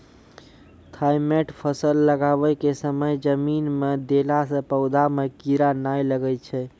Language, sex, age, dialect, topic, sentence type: Maithili, male, 46-50, Angika, agriculture, question